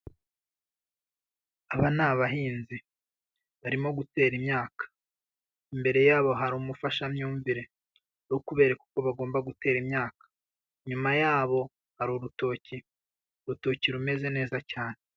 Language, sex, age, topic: Kinyarwanda, male, 25-35, agriculture